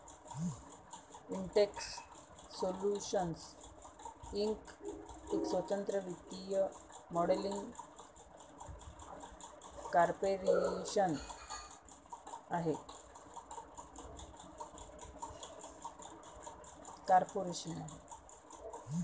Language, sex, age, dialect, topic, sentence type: Marathi, female, 31-35, Varhadi, banking, statement